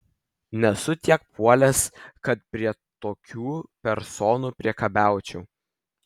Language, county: Lithuanian, Vilnius